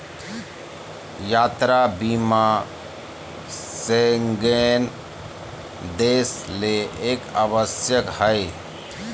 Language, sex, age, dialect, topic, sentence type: Magahi, male, 31-35, Southern, banking, statement